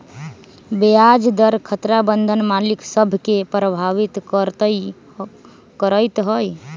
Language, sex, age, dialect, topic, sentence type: Magahi, male, 36-40, Western, banking, statement